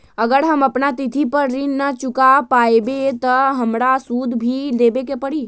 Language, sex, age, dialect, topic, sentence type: Magahi, female, 18-24, Western, banking, question